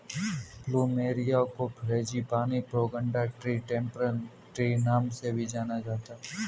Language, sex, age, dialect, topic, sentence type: Hindi, male, 18-24, Kanauji Braj Bhasha, agriculture, statement